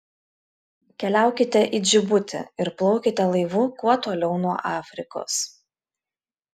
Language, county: Lithuanian, Klaipėda